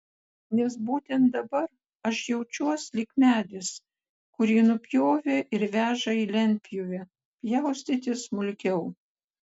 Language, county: Lithuanian, Kaunas